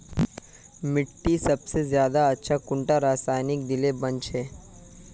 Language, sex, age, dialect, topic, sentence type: Magahi, male, 18-24, Northeastern/Surjapuri, agriculture, question